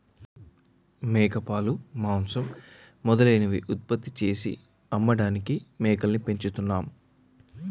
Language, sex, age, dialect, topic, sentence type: Telugu, male, 31-35, Utterandhra, agriculture, statement